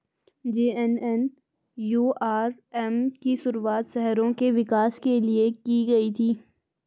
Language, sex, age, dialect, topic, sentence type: Hindi, female, 25-30, Garhwali, banking, statement